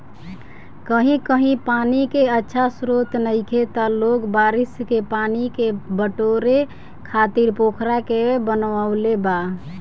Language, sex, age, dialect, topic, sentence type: Bhojpuri, female, <18, Southern / Standard, agriculture, statement